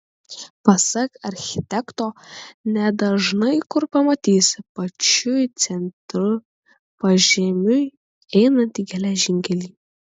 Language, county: Lithuanian, Kaunas